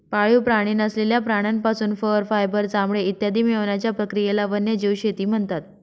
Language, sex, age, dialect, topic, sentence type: Marathi, female, 25-30, Northern Konkan, agriculture, statement